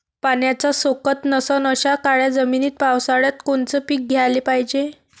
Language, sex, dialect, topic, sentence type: Marathi, female, Varhadi, agriculture, question